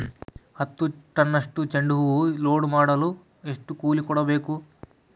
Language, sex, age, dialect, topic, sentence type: Kannada, male, 18-24, Central, agriculture, question